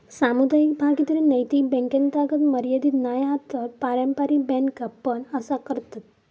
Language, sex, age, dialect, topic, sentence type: Marathi, female, 18-24, Southern Konkan, banking, statement